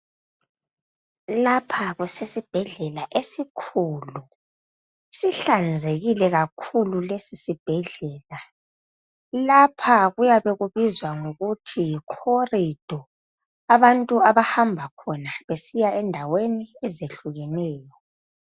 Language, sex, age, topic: North Ndebele, male, 25-35, health